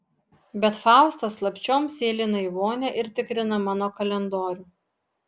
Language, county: Lithuanian, Alytus